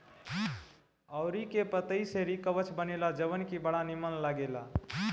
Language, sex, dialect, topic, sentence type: Bhojpuri, male, Northern, agriculture, statement